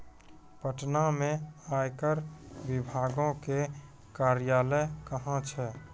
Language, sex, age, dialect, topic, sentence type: Maithili, male, 18-24, Angika, banking, statement